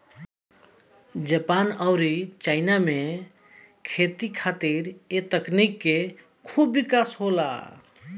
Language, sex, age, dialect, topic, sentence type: Bhojpuri, male, 25-30, Southern / Standard, agriculture, statement